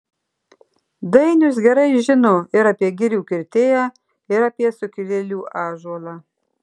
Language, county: Lithuanian, Marijampolė